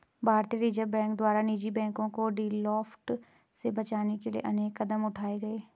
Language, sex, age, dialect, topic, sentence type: Hindi, female, 18-24, Garhwali, banking, statement